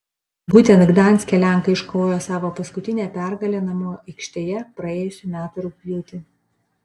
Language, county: Lithuanian, Panevėžys